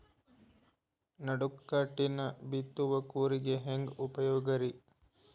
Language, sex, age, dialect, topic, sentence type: Kannada, male, 18-24, Dharwad Kannada, agriculture, question